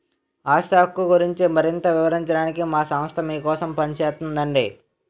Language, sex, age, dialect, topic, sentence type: Telugu, male, 18-24, Utterandhra, banking, statement